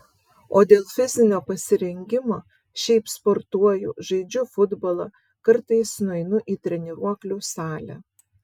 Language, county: Lithuanian, Vilnius